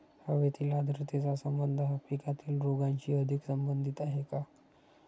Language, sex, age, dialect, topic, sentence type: Marathi, male, 25-30, Standard Marathi, agriculture, question